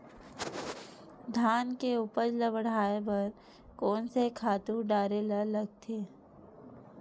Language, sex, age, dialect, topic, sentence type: Chhattisgarhi, female, 31-35, Western/Budati/Khatahi, agriculture, question